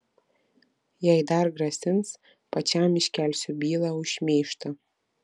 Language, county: Lithuanian, Vilnius